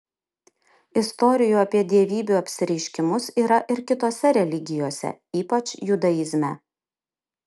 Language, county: Lithuanian, Kaunas